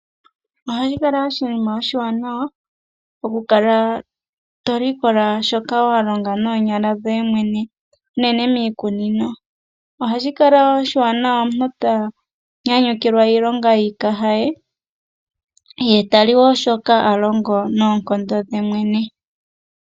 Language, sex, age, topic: Oshiwambo, female, 18-24, agriculture